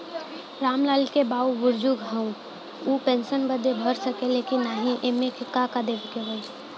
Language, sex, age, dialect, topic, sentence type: Bhojpuri, female, 18-24, Western, banking, question